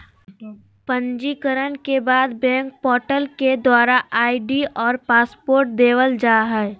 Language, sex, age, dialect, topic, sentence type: Magahi, female, 18-24, Southern, banking, statement